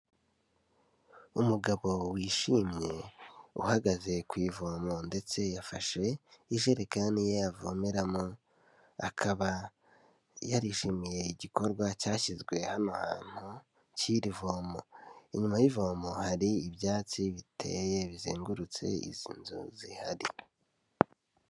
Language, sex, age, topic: Kinyarwanda, male, 18-24, health